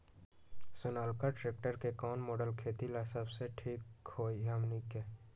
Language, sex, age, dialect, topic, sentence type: Magahi, male, 60-100, Western, agriculture, question